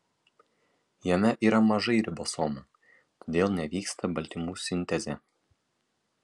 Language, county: Lithuanian, Kaunas